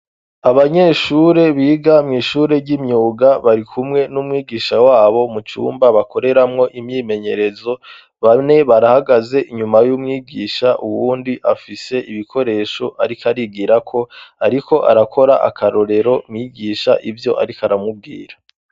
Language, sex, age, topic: Rundi, male, 25-35, education